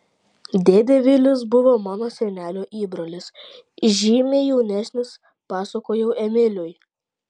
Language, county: Lithuanian, Klaipėda